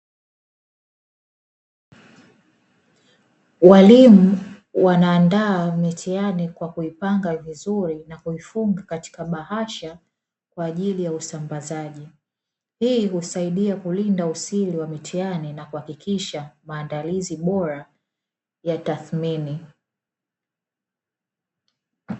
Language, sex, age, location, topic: Swahili, female, 25-35, Dar es Salaam, education